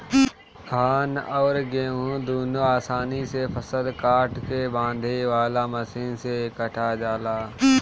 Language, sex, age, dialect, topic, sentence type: Bhojpuri, male, 18-24, Northern, agriculture, statement